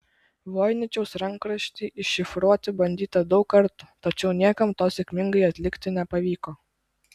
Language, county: Lithuanian, Klaipėda